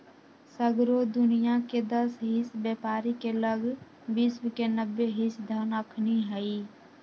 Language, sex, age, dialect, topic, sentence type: Magahi, female, 41-45, Western, banking, statement